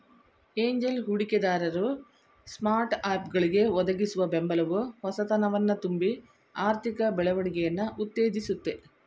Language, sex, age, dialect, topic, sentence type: Kannada, female, 56-60, Mysore Kannada, banking, statement